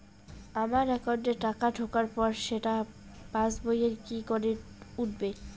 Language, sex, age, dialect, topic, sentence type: Bengali, female, 25-30, Rajbangshi, banking, question